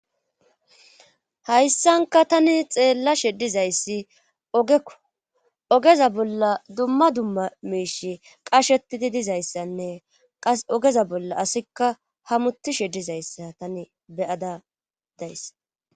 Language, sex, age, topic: Gamo, female, 25-35, government